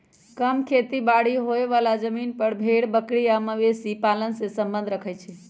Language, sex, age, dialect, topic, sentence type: Magahi, male, 25-30, Western, agriculture, statement